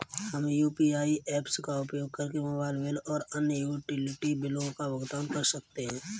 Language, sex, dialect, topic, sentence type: Hindi, male, Kanauji Braj Bhasha, banking, statement